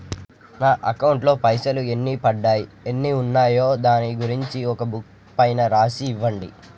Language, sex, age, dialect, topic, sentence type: Telugu, male, 51-55, Telangana, banking, question